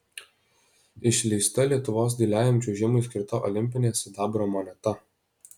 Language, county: Lithuanian, Alytus